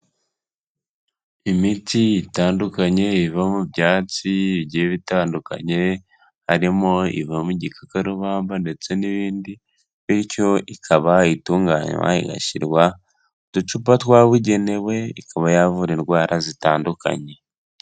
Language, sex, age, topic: Kinyarwanda, male, 18-24, health